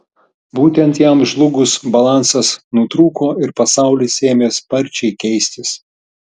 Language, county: Lithuanian, Tauragė